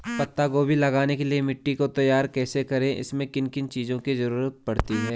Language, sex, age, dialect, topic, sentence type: Hindi, male, 25-30, Garhwali, agriculture, question